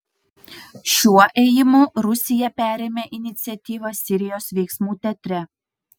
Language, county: Lithuanian, Utena